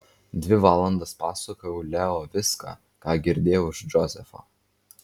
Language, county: Lithuanian, Vilnius